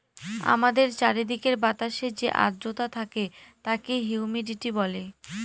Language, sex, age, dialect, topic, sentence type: Bengali, female, 18-24, Northern/Varendri, agriculture, statement